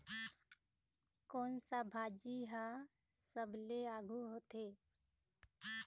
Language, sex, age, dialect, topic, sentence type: Chhattisgarhi, female, 56-60, Eastern, agriculture, question